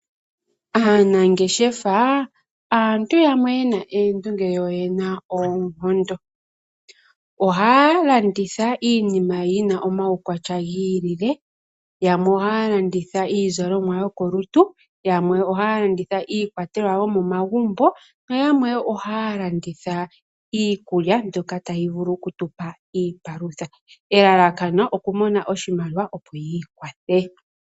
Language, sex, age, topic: Oshiwambo, female, 25-35, finance